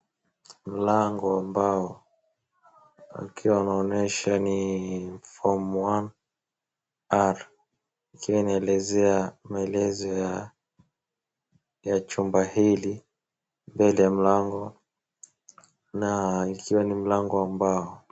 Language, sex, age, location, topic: Swahili, male, 18-24, Wajir, education